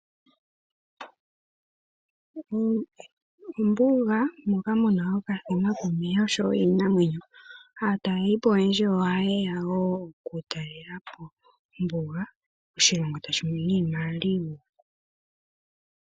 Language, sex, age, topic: Oshiwambo, female, 18-24, agriculture